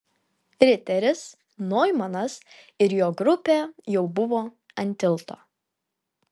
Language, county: Lithuanian, Kaunas